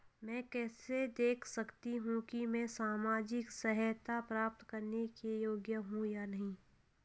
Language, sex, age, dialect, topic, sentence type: Hindi, female, 46-50, Hindustani Malvi Khadi Boli, banking, question